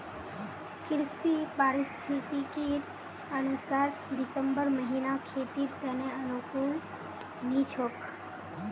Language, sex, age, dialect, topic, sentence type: Magahi, female, 18-24, Northeastern/Surjapuri, agriculture, statement